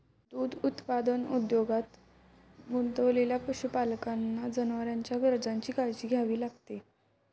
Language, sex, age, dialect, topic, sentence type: Marathi, female, 18-24, Standard Marathi, agriculture, statement